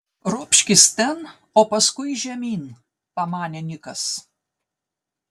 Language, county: Lithuanian, Telšiai